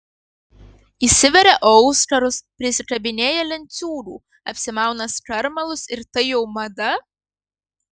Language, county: Lithuanian, Kaunas